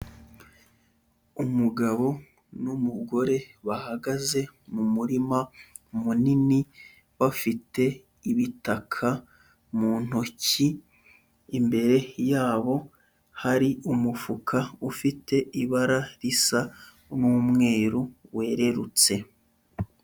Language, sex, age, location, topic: Kinyarwanda, male, 25-35, Huye, agriculture